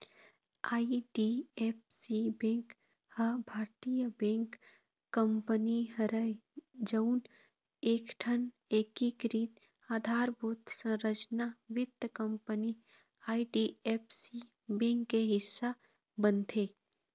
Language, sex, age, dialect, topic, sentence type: Chhattisgarhi, female, 25-30, Eastern, banking, statement